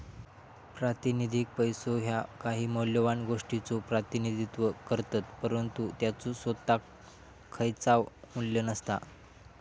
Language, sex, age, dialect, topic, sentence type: Marathi, male, 41-45, Southern Konkan, banking, statement